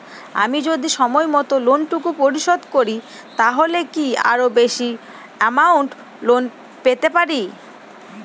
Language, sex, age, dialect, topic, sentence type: Bengali, female, 18-24, Northern/Varendri, banking, question